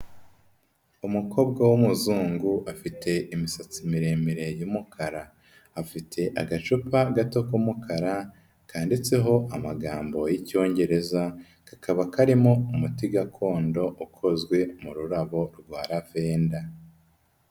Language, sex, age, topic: Kinyarwanda, female, 18-24, health